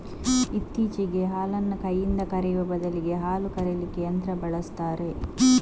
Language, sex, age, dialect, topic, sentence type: Kannada, female, 46-50, Coastal/Dakshin, agriculture, statement